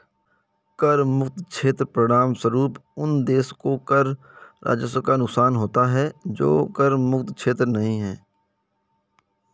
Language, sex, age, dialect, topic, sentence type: Hindi, male, 18-24, Kanauji Braj Bhasha, banking, statement